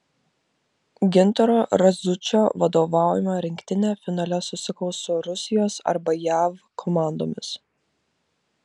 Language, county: Lithuanian, Vilnius